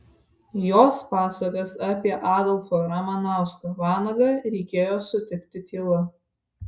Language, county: Lithuanian, Vilnius